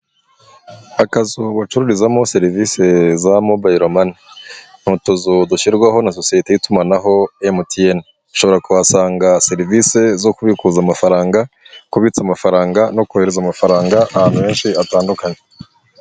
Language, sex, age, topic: Kinyarwanda, male, 25-35, finance